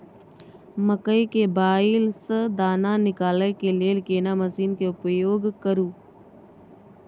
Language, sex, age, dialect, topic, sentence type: Maithili, female, 25-30, Bajjika, agriculture, question